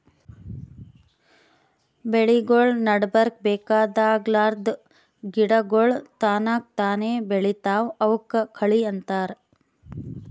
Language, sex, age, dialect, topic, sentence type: Kannada, female, 25-30, Northeastern, agriculture, statement